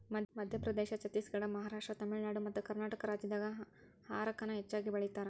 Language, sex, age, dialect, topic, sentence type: Kannada, female, 31-35, Dharwad Kannada, agriculture, statement